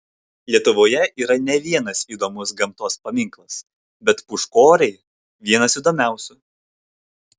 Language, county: Lithuanian, Kaunas